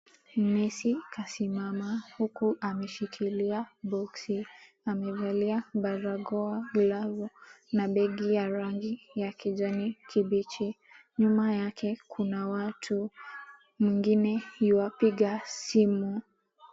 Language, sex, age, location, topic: Swahili, female, 18-24, Mombasa, health